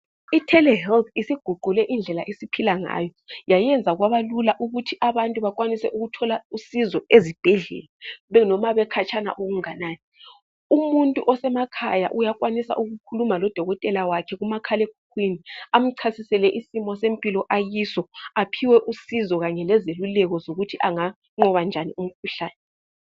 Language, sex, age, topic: North Ndebele, female, 25-35, health